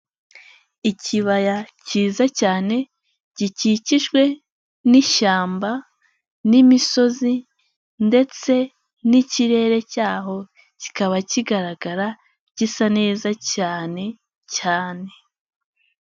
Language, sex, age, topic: Kinyarwanda, female, 18-24, agriculture